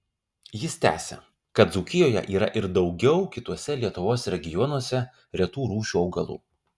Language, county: Lithuanian, Kaunas